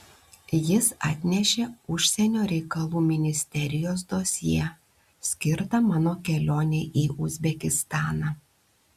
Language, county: Lithuanian, Klaipėda